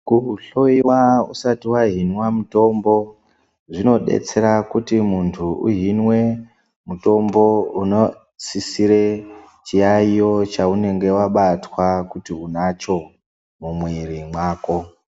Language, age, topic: Ndau, 50+, health